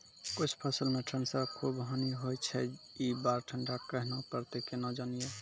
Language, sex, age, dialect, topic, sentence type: Maithili, male, 18-24, Angika, agriculture, question